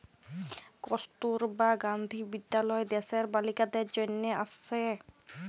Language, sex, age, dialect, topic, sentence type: Bengali, female, 18-24, Jharkhandi, banking, statement